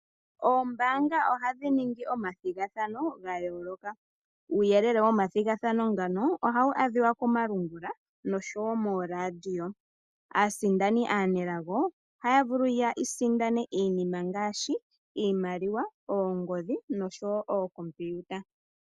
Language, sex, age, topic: Oshiwambo, female, 18-24, finance